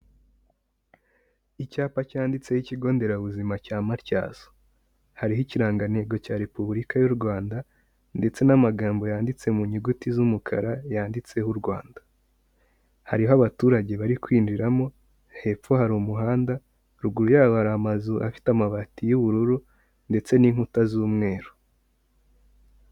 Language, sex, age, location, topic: Kinyarwanda, male, 18-24, Kigali, health